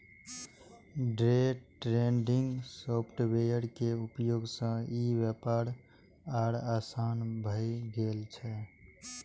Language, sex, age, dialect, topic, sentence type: Maithili, male, 18-24, Eastern / Thethi, banking, statement